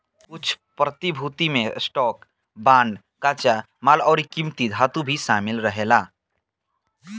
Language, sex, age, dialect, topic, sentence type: Bhojpuri, male, <18, Southern / Standard, banking, statement